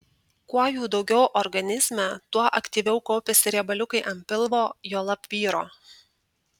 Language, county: Lithuanian, Tauragė